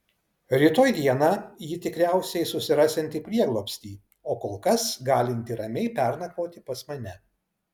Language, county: Lithuanian, Kaunas